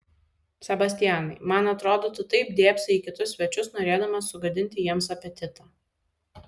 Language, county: Lithuanian, Vilnius